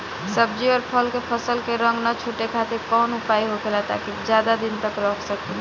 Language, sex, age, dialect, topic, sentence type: Bhojpuri, male, 18-24, Northern, agriculture, question